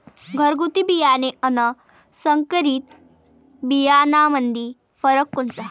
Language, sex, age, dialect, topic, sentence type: Marathi, female, 18-24, Varhadi, agriculture, question